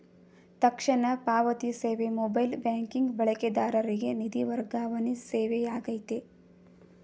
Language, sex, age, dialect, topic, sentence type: Kannada, female, 18-24, Mysore Kannada, banking, statement